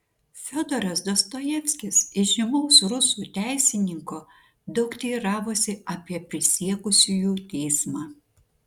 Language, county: Lithuanian, Šiauliai